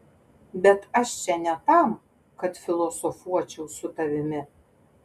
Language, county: Lithuanian, Panevėžys